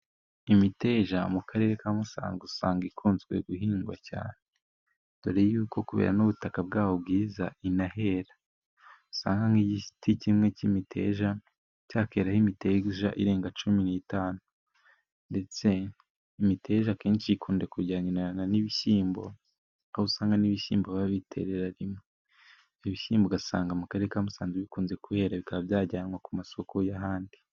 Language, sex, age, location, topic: Kinyarwanda, male, 18-24, Musanze, agriculture